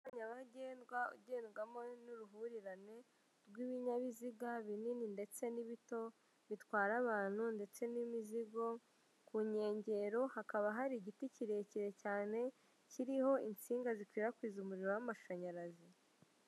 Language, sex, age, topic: Kinyarwanda, female, 18-24, government